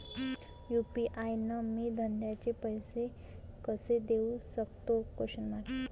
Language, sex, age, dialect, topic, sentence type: Marathi, female, 18-24, Varhadi, banking, question